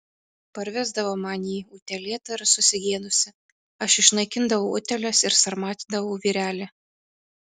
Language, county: Lithuanian, Kaunas